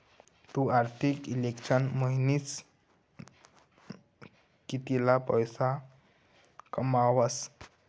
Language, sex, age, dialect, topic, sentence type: Marathi, male, 18-24, Northern Konkan, banking, statement